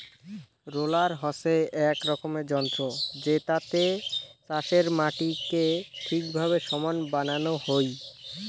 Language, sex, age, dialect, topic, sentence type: Bengali, male, <18, Rajbangshi, agriculture, statement